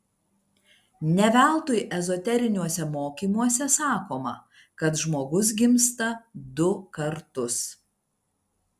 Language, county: Lithuanian, Klaipėda